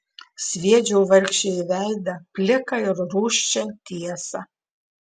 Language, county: Lithuanian, Klaipėda